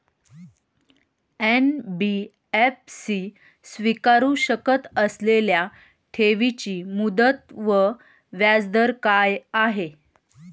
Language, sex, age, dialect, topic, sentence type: Marathi, female, 31-35, Standard Marathi, banking, question